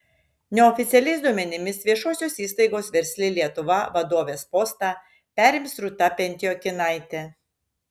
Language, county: Lithuanian, Šiauliai